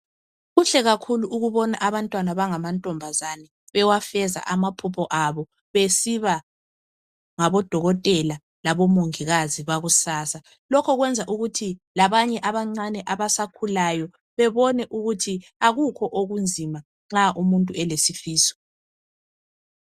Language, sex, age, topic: North Ndebele, female, 25-35, health